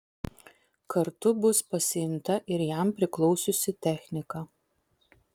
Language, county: Lithuanian, Vilnius